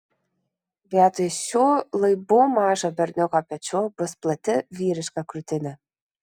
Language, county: Lithuanian, Kaunas